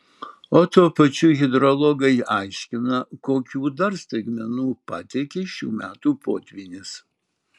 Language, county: Lithuanian, Marijampolė